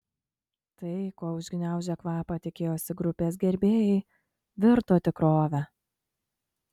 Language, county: Lithuanian, Kaunas